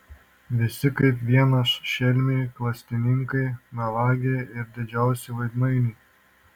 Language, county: Lithuanian, Šiauliai